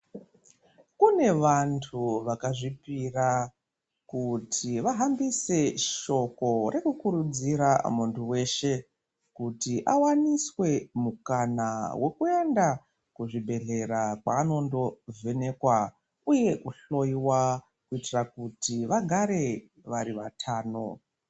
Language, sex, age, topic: Ndau, female, 36-49, health